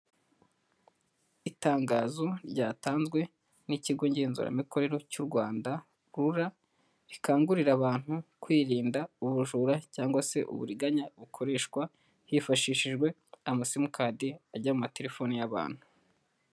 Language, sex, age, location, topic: Kinyarwanda, male, 18-24, Huye, government